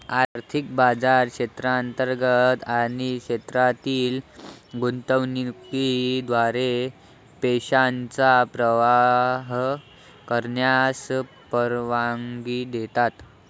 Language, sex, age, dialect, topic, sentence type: Marathi, male, 25-30, Varhadi, banking, statement